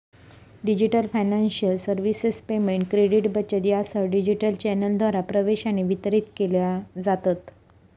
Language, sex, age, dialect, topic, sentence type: Marathi, female, 25-30, Southern Konkan, banking, statement